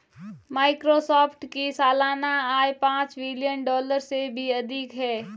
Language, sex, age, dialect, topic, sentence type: Hindi, female, 18-24, Marwari Dhudhari, banking, statement